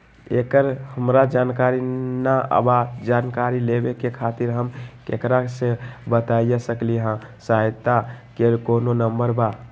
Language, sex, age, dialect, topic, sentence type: Magahi, male, 18-24, Western, banking, question